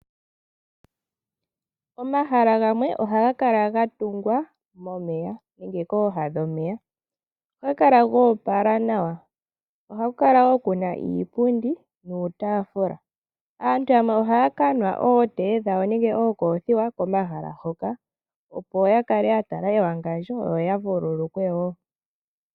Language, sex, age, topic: Oshiwambo, female, 18-24, agriculture